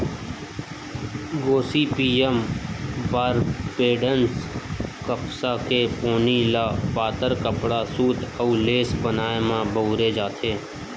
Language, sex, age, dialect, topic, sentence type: Chhattisgarhi, male, 25-30, Western/Budati/Khatahi, agriculture, statement